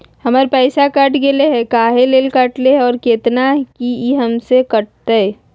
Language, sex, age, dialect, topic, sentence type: Magahi, female, 25-30, Southern, banking, question